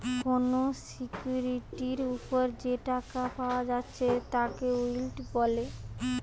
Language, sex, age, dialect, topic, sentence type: Bengali, female, 18-24, Western, banking, statement